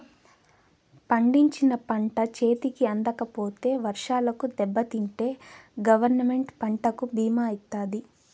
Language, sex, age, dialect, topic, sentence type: Telugu, female, 18-24, Southern, banking, statement